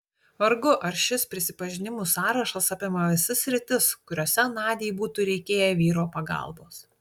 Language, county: Lithuanian, Utena